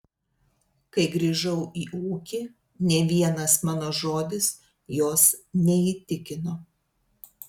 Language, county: Lithuanian, Telšiai